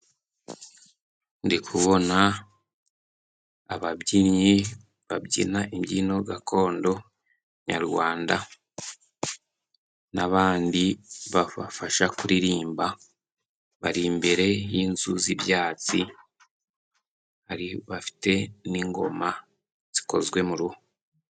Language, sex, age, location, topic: Kinyarwanda, male, 18-24, Musanze, government